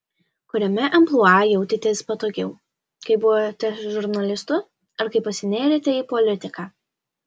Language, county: Lithuanian, Alytus